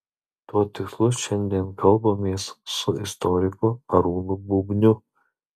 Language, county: Lithuanian, Marijampolė